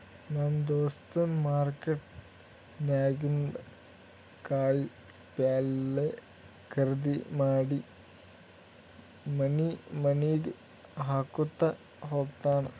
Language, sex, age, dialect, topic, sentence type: Kannada, male, 18-24, Northeastern, banking, statement